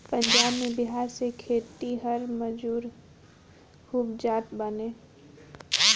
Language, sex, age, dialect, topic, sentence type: Bhojpuri, female, 18-24, Northern, agriculture, statement